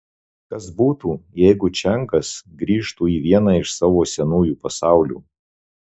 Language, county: Lithuanian, Marijampolė